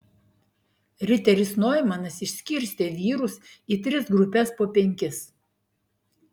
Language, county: Lithuanian, Klaipėda